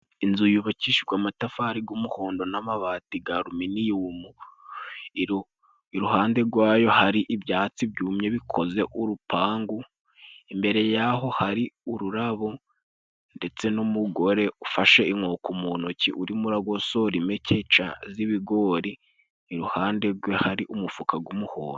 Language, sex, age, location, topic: Kinyarwanda, male, 18-24, Musanze, agriculture